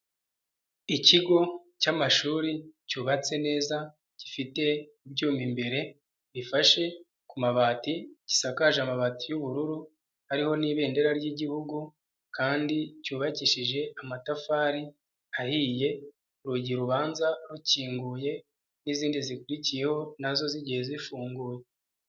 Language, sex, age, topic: Kinyarwanda, male, 25-35, education